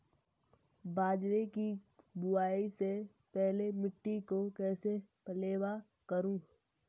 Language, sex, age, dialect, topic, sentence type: Hindi, male, 18-24, Marwari Dhudhari, agriculture, question